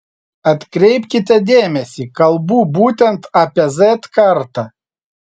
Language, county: Lithuanian, Vilnius